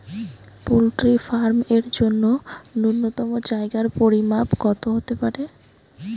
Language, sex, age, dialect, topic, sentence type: Bengali, female, 18-24, Rajbangshi, agriculture, question